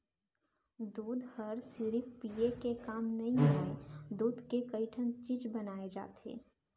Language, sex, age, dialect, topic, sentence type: Chhattisgarhi, female, 18-24, Central, agriculture, statement